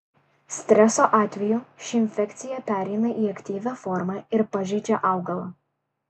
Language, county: Lithuanian, Kaunas